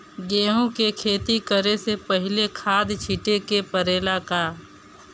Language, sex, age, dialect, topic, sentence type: Bhojpuri, female, 36-40, Northern, agriculture, question